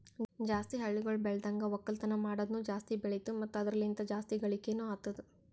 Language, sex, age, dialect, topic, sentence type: Kannada, female, 56-60, Northeastern, agriculture, statement